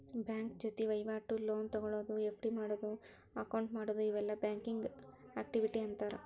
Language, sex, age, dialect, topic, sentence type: Kannada, female, 18-24, Dharwad Kannada, banking, statement